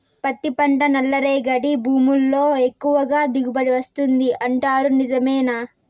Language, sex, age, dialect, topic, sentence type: Telugu, female, 18-24, Southern, agriculture, question